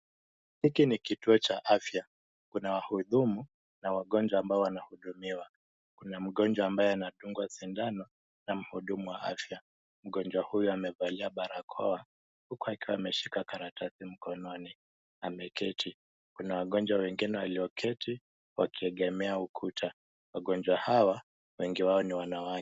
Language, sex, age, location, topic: Swahili, male, 25-35, Nairobi, health